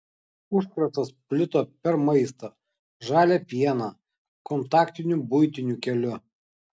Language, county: Lithuanian, Kaunas